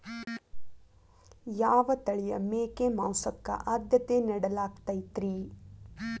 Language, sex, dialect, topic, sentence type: Kannada, female, Dharwad Kannada, agriculture, statement